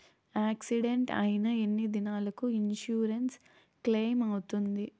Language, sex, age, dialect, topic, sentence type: Telugu, female, 18-24, Southern, banking, question